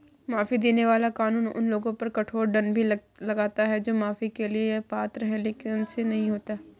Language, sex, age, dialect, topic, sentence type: Hindi, female, 36-40, Kanauji Braj Bhasha, banking, statement